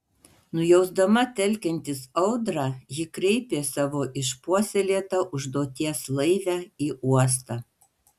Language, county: Lithuanian, Panevėžys